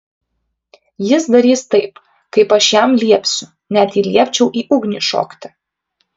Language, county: Lithuanian, Kaunas